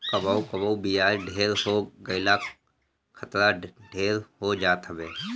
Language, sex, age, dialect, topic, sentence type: Bhojpuri, male, 31-35, Northern, banking, statement